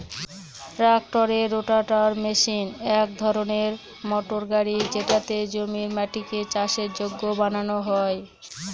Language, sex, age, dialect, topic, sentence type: Bengali, female, 41-45, Northern/Varendri, agriculture, statement